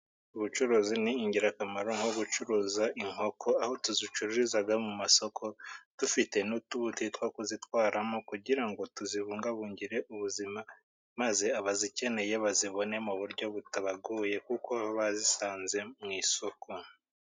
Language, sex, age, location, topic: Kinyarwanda, male, 36-49, Musanze, finance